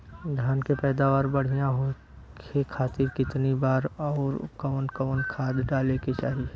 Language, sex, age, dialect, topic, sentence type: Bhojpuri, male, 25-30, Western, agriculture, question